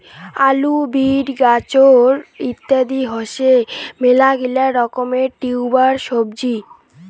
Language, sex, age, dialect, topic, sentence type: Bengali, female, <18, Rajbangshi, agriculture, statement